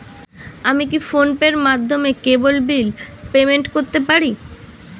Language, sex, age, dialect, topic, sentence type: Bengali, female, 25-30, Standard Colloquial, banking, question